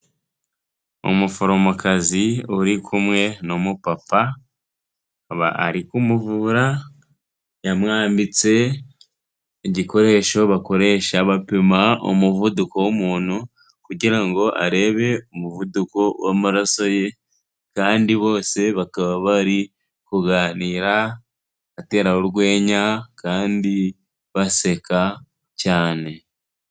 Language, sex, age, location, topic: Kinyarwanda, male, 18-24, Kigali, health